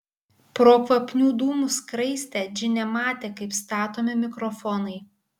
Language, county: Lithuanian, Kaunas